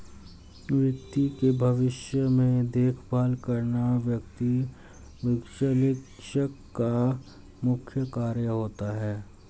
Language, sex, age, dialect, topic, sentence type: Hindi, male, 18-24, Hindustani Malvi Khadi Boli, banking, statement